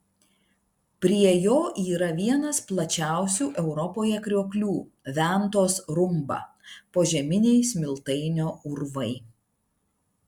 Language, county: Lithuanian, Klaipėda